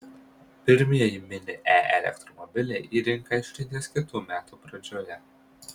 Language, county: Lithuanian, Marijampolė